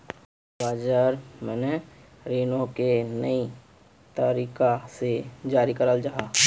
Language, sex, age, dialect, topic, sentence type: Magahi, male, 25-30, Northeastern/Surjapuri, banking, statement